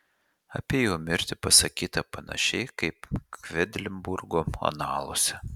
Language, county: Lithuanian, Šiauliai